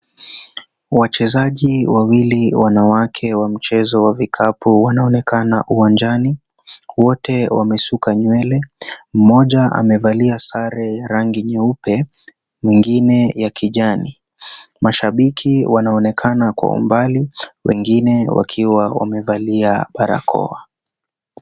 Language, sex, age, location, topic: Swahili, male, 18-24, Kisii, government